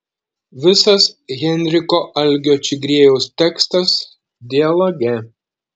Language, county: Lithuanian, Šiauliai